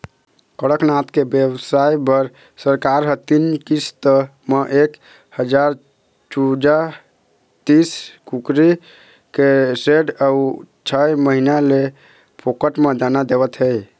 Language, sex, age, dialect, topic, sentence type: Chhattisgarhi, male, 46-50, Eastern, agriculture, statement